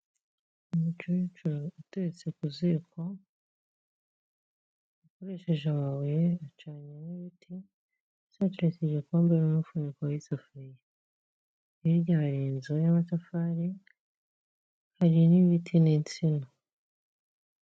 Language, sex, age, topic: Kinyarwanda, female, 25-35, health